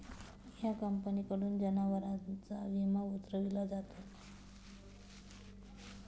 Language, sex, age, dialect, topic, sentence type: Marathi, female, 31-35, Standard Marathi, banking, statement